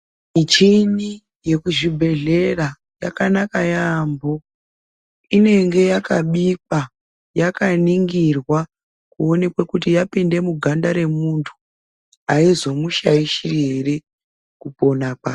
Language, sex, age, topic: Ndau, female, 36-49, health